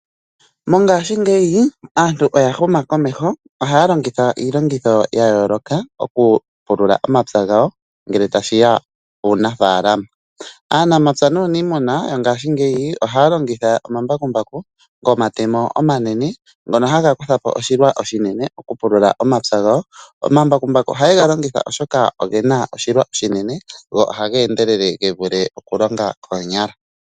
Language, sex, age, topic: Oshiwambo, male, 25-35, agriculture